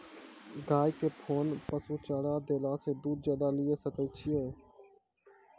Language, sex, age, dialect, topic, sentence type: Maithili, male, 18-24, Angika, agriculture, question